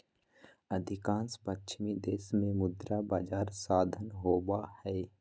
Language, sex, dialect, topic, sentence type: Magahi, male, Southern, banking, statement